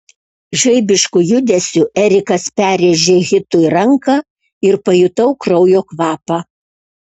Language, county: Lithuanian, Kaunas